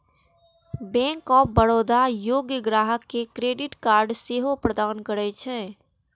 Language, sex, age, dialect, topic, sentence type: Maithili, female, 18-24, Eastern / Thethi, banking, statement